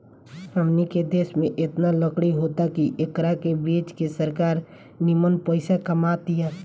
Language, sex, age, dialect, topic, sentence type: Bhojpuri, female, 18-24, Southern / Standard, agriculture, statement